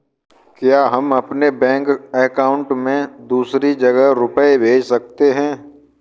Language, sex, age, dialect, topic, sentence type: Hindi, male, 18-24, Kanauji Braj Bhasha, banking, question